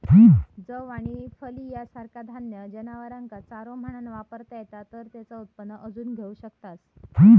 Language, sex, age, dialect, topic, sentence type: Marathi, female, 60-100, Southern Konkan, agriculture, statement